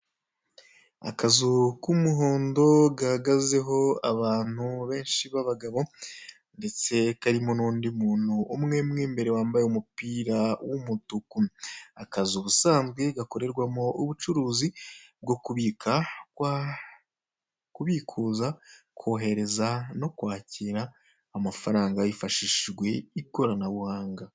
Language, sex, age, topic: Kinyarwanda, male, 25-35, finance